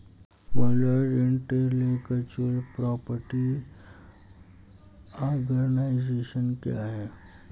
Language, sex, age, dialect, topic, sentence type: Hindi, male, 18-24, Hindustani Malvi Khadi Boli, banking, statement